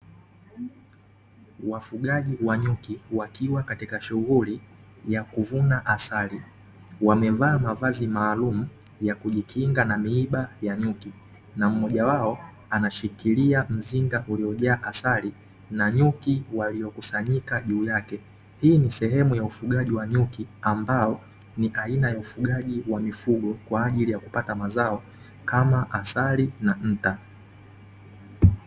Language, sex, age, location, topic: Swahili, male, 18-24, Dar es Salaam, agriculture